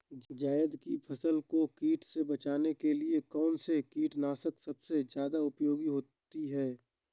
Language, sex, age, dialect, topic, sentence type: Hindi, male, 18-24, Awadhi Bundeli, agriculture, question